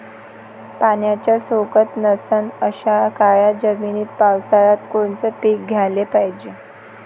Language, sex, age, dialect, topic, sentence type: Marathi, female, 18-24, Varhadi, agriculture, question